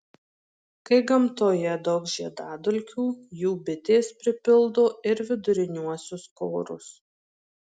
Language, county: Lithuanian, Marijampolė